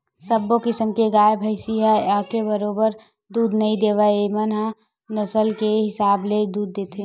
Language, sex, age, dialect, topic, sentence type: Chhattisgarhi, female, 18-24, Western/Budati/Khatahi, agriculture, statement